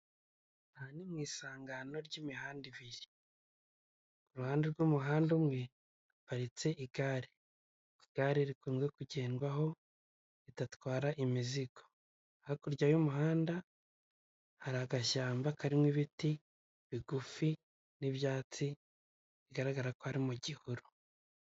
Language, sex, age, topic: Kinyarwanda, male, 25-35, government